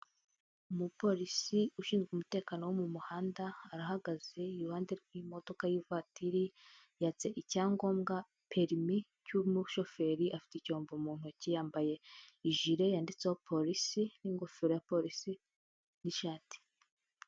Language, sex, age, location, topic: Kinyarwanda, female, 25-35, Huye, government